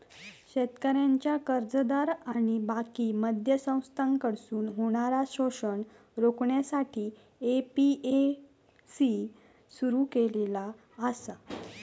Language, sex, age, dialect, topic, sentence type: Marathi, female, 18-24, Southern Konkan, agriculture, statement